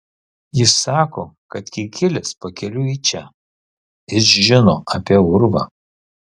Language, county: Lithuanian, Kaunas